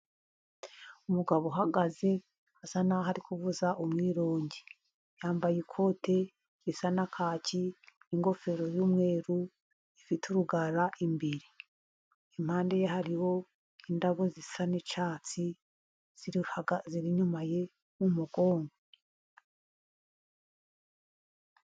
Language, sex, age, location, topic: Kinyarwanda, female, 50+, Musanze, government